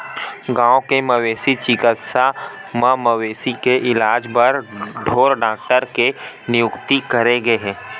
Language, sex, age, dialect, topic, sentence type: Chhattisgarhi, male, 18-24, Western/Budati/Khatahi, agriculture, statement